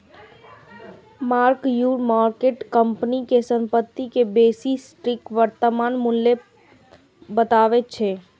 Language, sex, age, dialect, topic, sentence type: Maithili, female, 36-40, Eastern / Thethi, banking, statement